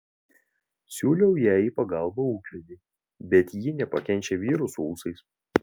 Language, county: Lithuanian, Vilnius